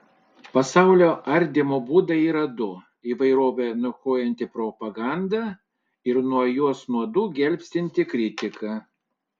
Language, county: Lithuanian, Panevėžys